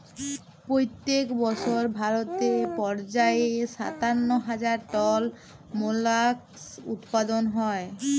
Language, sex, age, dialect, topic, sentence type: Bengali, female, 41-45, Jharkhandi, agriculture, statement